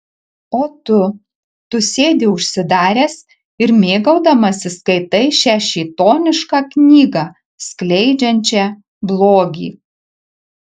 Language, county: Lithuanian, Marijampolė